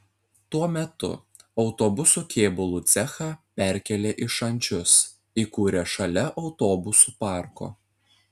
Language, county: Lithuanian, Telšiai